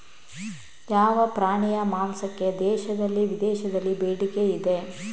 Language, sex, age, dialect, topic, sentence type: Kannada, female, 18-24, Coastal/Dakshin, agriculture, question